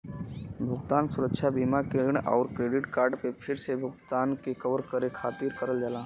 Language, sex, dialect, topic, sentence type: Bhojpuri, male, Western, banking, statement